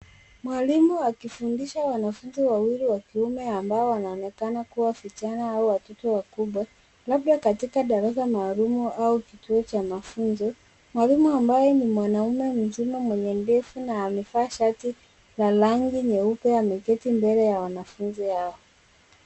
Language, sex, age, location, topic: Swahili, female, 36-49, Nairobi, education